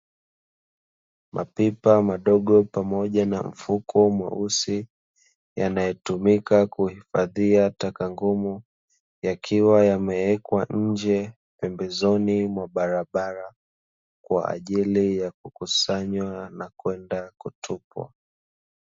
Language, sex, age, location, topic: Swahili, male, 25-35, Dar es Salaam, government